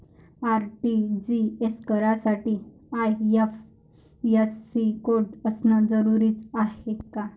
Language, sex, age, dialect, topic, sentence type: Marathi, female, 60-100, Varhadi, banking, question